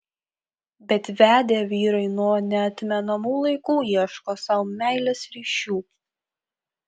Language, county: Lithuanian, Kaunas